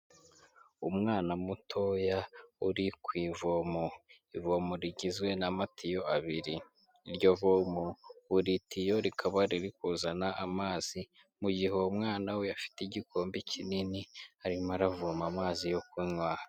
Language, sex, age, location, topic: Kinyarwanda, male, 18-24, Huye, health